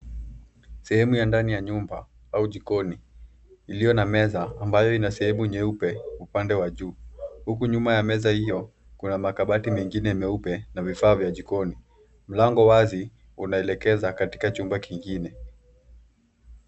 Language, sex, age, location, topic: Swahili, male, 18-24, Nairobi, finance